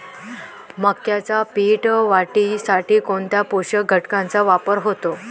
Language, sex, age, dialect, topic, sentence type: Marathi, female, 18-24, Standard Marathi, agriculture, question